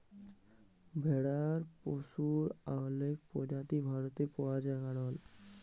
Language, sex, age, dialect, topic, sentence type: Bengali, male, 18-24, Jharkhandi, agriculture, statement